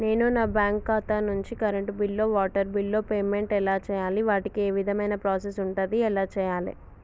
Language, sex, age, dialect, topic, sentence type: Telugu, female, 18-24, Telangana, banking, question